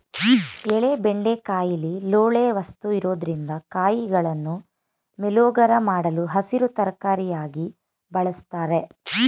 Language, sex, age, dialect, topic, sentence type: Kannada, female, 18-24, Mysore Kannada, agriculture, statement